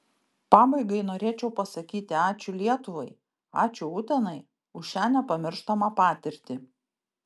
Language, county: Lithuanian, Kaunas